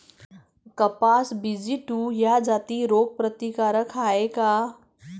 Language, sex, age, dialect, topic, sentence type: Marathi, female, 41-45, Varhadi, agriculture, question